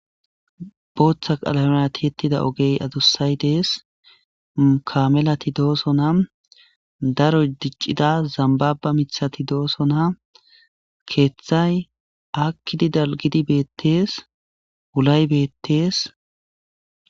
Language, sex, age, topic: Gamo, male, 18-24, government